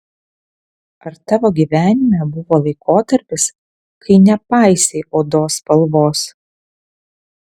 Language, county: Lithuanian, Vilnius